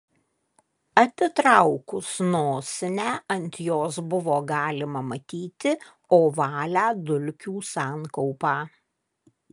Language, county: Lithuanian, Kaunas